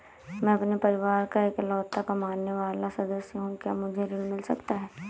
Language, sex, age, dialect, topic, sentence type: Hindi, female, 18-24, Awadhi Bundeli, banking, question